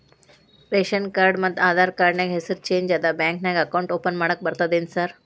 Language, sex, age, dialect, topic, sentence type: Kannada, female, 36-40, Dharwad Kannada, banking, question